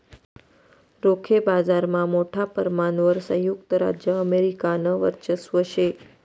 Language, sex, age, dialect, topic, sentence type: Marathi, female, 31-35, Northern Konkan, banking, statement